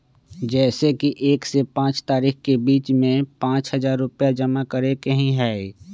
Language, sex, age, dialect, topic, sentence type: Magahi, male, 25-30, Western, banking, question